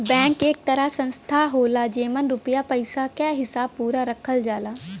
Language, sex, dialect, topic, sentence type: Bhojpuri, female, Western, banking, statement